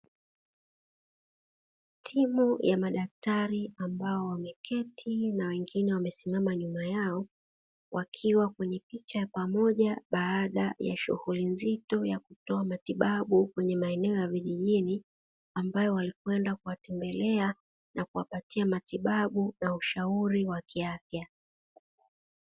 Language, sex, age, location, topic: Swahili, female, 36-49, Dar es Salaam, health